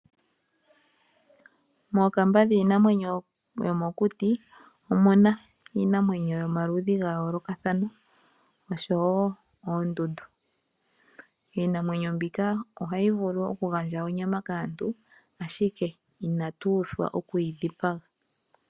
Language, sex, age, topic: Oshiwambo, female, 25-35, agriculture